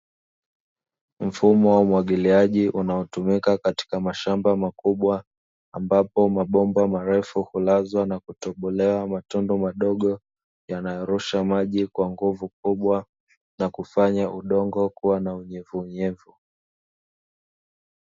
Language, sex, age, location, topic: Swahili, male, 25-35, Dar es Salaam, agriculture